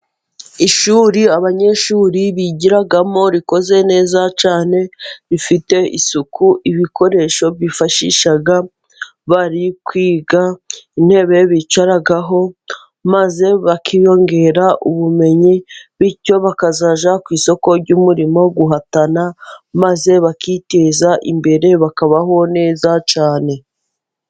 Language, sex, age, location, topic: Kinyarwanda, female, 18-24, Musanze, education